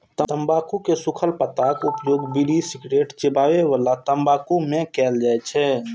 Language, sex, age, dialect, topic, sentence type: Maithili, male, 25-30, Eastern / Thethi, agriculture, statement